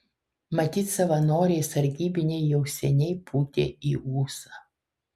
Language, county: Lithuanian, Kaunas